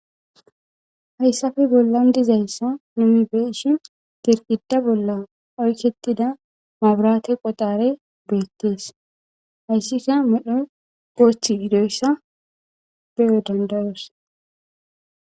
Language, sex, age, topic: Gamo, female, 18-24, government